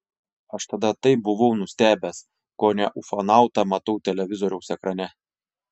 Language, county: Lithuanian, Šiauliai